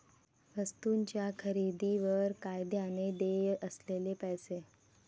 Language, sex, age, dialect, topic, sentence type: Marathi, female, 31-35, Varhadi, banking, statement